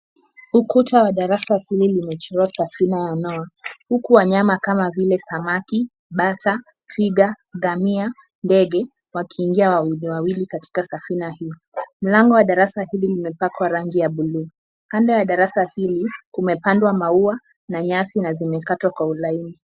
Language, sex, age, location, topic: Swahili, female, 18-24, Kisumu, education